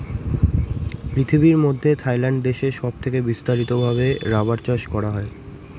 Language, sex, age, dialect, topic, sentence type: Bengali, male, 18-24, Northern/Varendri, agriculture, statement